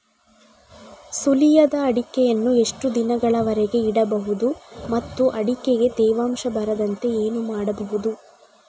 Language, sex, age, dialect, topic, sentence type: Kannada, female, 36-40, Coastal/Dakshin, agriculture, question